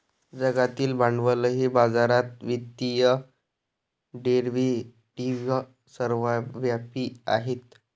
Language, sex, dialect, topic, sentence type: Marathi, male, Varhadi, banking, statement